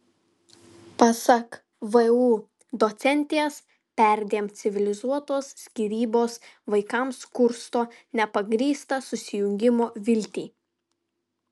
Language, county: Lithuanian, Vilnius